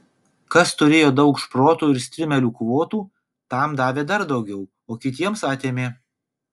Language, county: Lithuanian, Kaunas